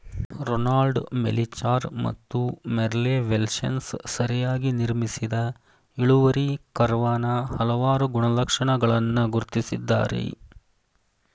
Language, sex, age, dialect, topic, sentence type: Kannada, male, 31-35, Mysore Kannada, banking, statement